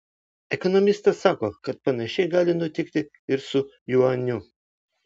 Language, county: Lithuanian, Vilnius